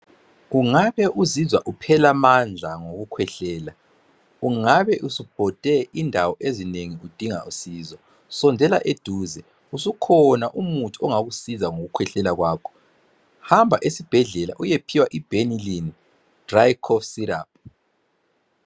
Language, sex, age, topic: North Ndebele, male, 36-49, health